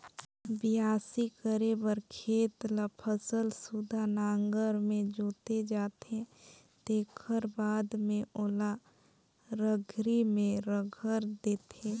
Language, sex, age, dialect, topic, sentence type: Chhattisgarhi, female, 18-24, Northern/Bhandar, agriculture, statement